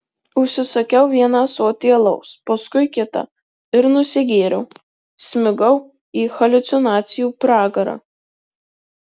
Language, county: Lithuanian, Marijampolė